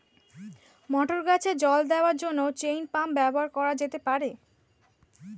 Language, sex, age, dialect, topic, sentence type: Bengali, female, <18, Standard Colloquial, agriculture, question